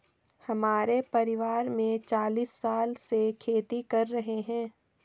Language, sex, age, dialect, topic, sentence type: Hindi, female, 18-24, Hindustani Malvi Khadi Boli, agriculture, statement